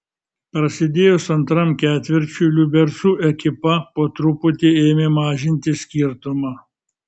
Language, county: Lithuanian, Kaunas